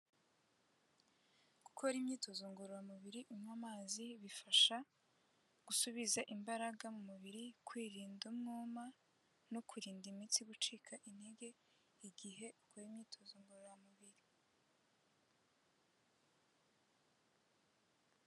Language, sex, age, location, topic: Kinyarwanda, female, 18-24, Kigali, health